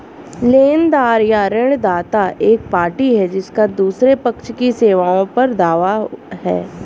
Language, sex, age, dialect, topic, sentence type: Hindi, male, 36-40, Hindustani Malvi Khadi Boli, banking, statement